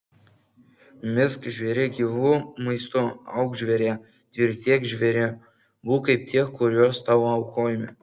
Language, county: Lithuanian, Kaunas